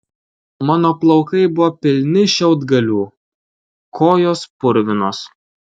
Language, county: Lithuanian, Kaunas